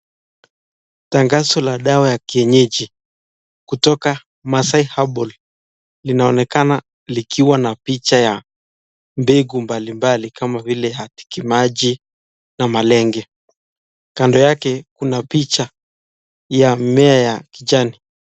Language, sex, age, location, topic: Swahili, male, 25-35, Nakuru, health